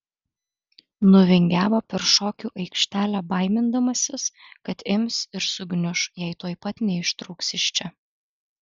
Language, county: Lithuanian, Alytus